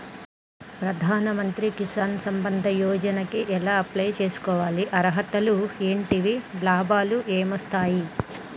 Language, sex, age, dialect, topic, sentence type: Telugu, male, 31-35, Telangana, banking, question